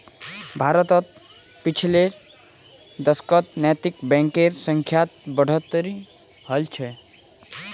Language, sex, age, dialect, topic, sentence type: Magahi, male, 18-24, Northeastern/Surjapuri, banking, statement